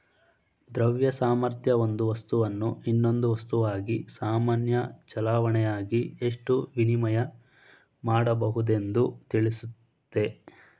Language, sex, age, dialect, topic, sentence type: Kannada, male, 18-24, Mysore Kannada, banking, statement